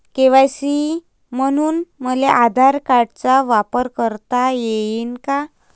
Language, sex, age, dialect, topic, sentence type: Marathi, female, 25-30, Varhadi, banking, question